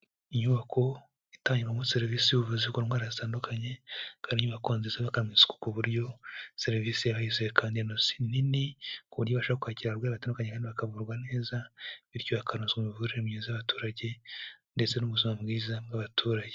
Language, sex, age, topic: Kinyarwanda, male, 18-24, health